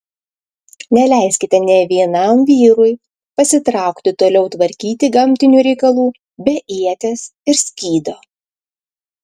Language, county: Lithuanian, Klaipėda